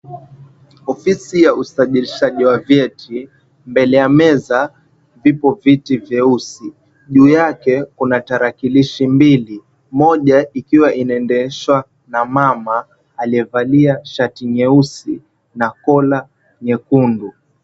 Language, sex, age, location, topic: Swahili, male, 18-24, Mombasa, government